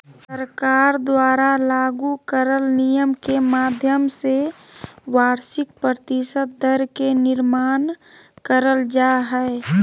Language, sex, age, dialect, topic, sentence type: Magahi, male, 31-35, Southern, banking, statement